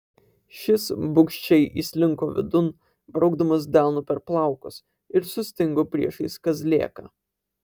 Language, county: Lithuanian, Alytus